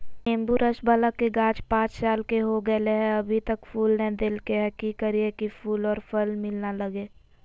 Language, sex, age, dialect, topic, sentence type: Magahi, female, 18-24, Southern, agriculture, question